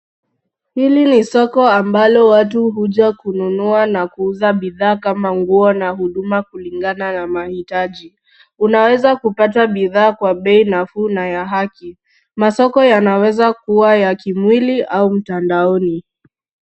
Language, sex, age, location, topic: Swahili, female, 36-49, Nairobi, finance